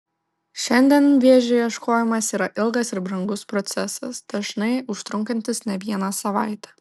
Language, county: Lithuanian, Vilnius